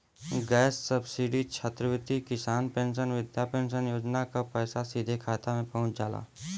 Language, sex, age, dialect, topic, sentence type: Bhojpuri, male, 18-24, Western, banking, statement